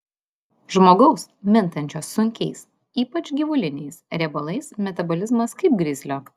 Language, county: Lithuanian, Vilnius